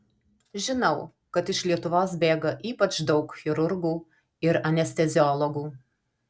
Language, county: Lithuanian, Alytus